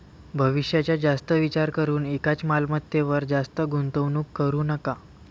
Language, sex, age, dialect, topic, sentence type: Marathi, male, 18-24, Varhadi, banking, statement